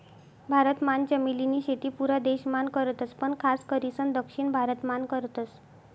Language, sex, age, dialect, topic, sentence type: Marathi, female, 51-55, Northern Konkan, agriculture, statement